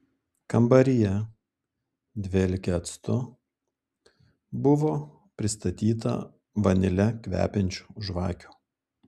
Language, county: Lithuanian, Klaipėda